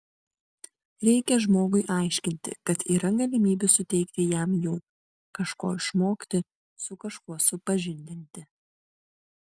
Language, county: Lithuanian, Vilnius